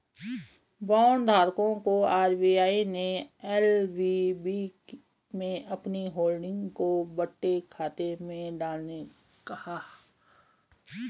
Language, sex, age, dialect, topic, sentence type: Hindi, female, 41-45, Garhwali, banking, statement